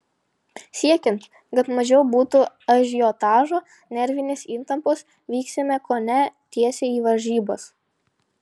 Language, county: Lithuanian, Panevėžys